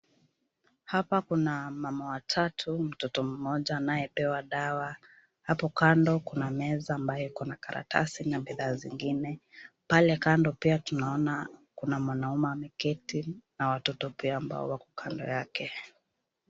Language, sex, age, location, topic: Swahili, female, 25-35, Nairobi, health